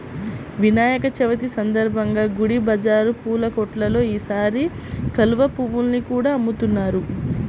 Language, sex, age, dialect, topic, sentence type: Telugu, female, 18-24, Central/Coastal, agriculture, statement